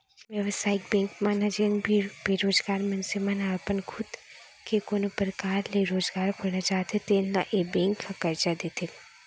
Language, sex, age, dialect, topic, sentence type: Chhattisgarhi, female, 18-24, Central, banking, statement